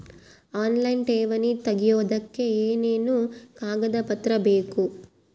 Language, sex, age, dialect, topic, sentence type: Kannada, female, 25-30, Central, banking, question